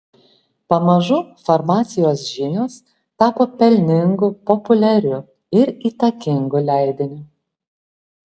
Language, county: Lithuanian, Alytus